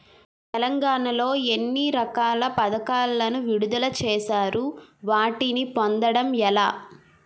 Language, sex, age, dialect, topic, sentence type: Telugu, male, 18-24, Utterandhra, agriculture, question